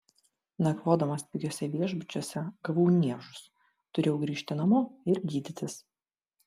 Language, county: Lithuanian, Kaunas